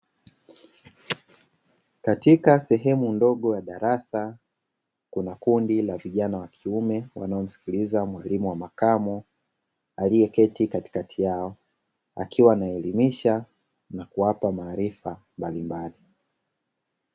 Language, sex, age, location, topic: Swahili, male, 25-35, Dar es Salaam, education